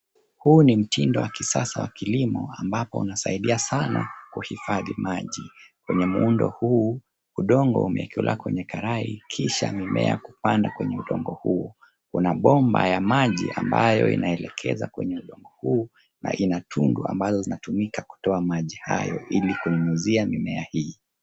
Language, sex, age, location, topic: Swahili, male, 25-35, Nairobi, agriculture